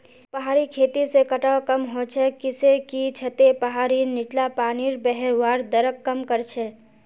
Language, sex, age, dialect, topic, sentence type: Magahi, female, 46-50, Northeastern/Surjapuri, agriculture, statement